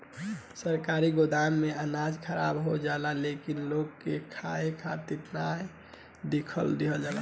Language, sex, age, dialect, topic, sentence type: Bhojpuri, male, 18-24, Southern / Standard, agriculture, statement